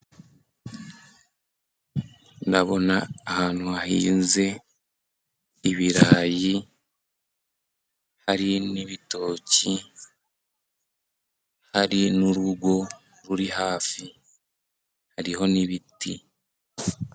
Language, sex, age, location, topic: Kinyarwanda, male, 18-24, Musanze, agriculture